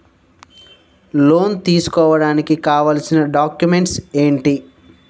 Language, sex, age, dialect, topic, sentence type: Telugu, male, 60-100, Utterandhra, banking, question